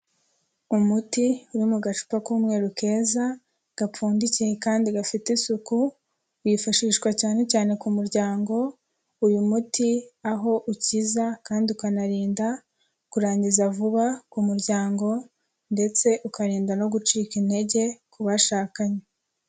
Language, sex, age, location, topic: Kinyarwanda, female, 18-24, Kigali, health